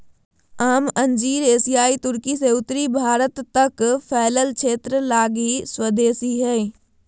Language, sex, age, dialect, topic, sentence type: Magahi, female, 25-30, Southern, agriculture, statement